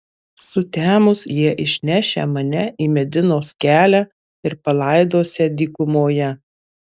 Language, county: Lithuanian, Marijampolė